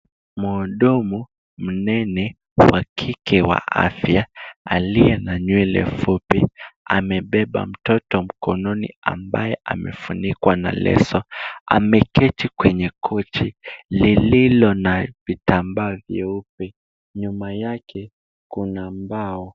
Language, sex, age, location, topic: Swahili, male, 18-24, Kisumu, health